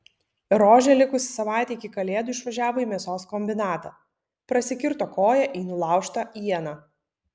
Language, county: Lithuanian, Vilnius